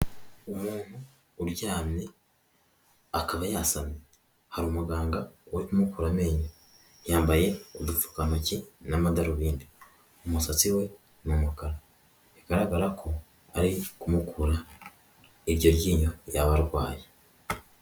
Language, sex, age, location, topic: Kinyarwanda, male, 18-24, Huye, health